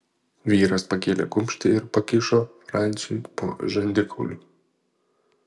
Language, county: Lithuanian, Panevėžys